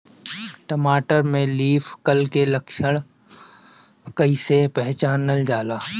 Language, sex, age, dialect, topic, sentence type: Bhojpuri, male, 25-30, Northern, agriculture, question